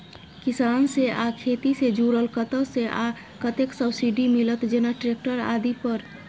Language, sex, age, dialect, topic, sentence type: Maithili, female, 25-30, Bajjika, agriculture, question